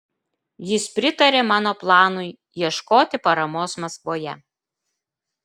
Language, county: Lithuanian, Klaipėda